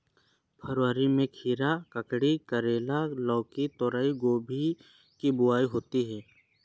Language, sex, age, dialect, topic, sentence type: Hindi, male, 18-24, Awadhi Bundeli, agriculture, statement